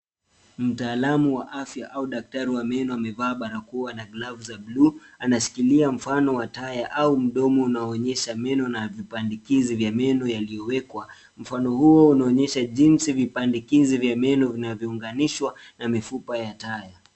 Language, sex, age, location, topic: Swahili, male, 18-24, Nairobi, health